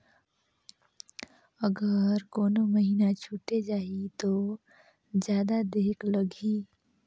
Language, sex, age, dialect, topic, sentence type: Chhattisgarhi, female, 18-24, Northern/Bhandar, banking, question